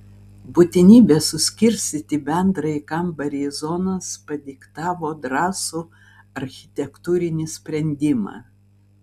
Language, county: Lithuanian, Vilnius